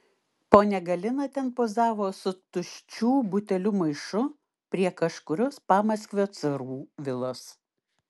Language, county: Lithuanian, Klaipėda